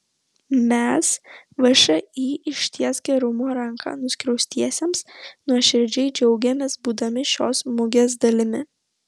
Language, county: Lithuanian, Vilnius